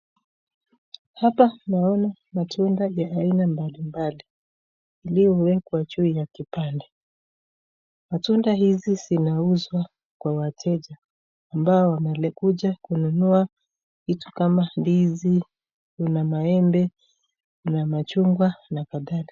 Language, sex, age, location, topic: Swahili, female, 36-49, Nakuru, finance